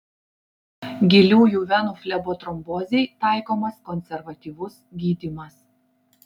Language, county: Lithuanian, Klaipėda